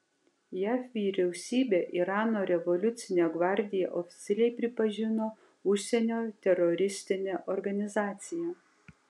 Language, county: Lithuanian, Kaunas